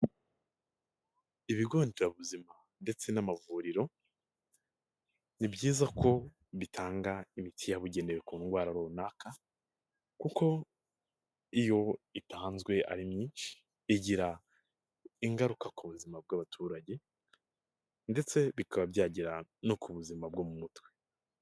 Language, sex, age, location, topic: Kinyarwanda, male, 18-24, Nyagatare, health